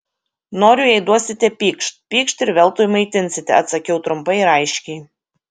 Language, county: Lithuanian, Kaunas